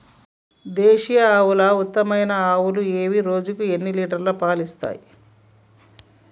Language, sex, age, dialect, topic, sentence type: Telugu, male, 41-45, Telangana, agriculture, question